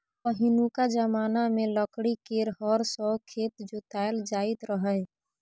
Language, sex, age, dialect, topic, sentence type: Maithili, female, 41-45, Bajjika, agriculture, statement